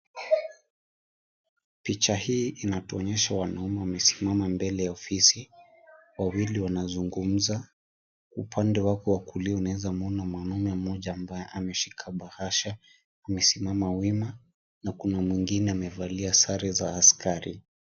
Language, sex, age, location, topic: Swahili, male, 18-24, Kisii, government